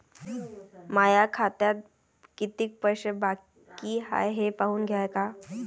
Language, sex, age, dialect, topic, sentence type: Marathi, female, 18-24, Varhadi, banking, question